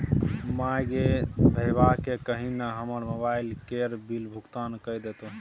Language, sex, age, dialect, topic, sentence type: Maithili, male, 18-24, Bajjika, banking, statement